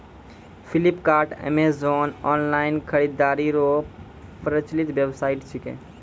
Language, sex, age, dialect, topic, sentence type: Maithili, male, 18-24, Angika, banking, statement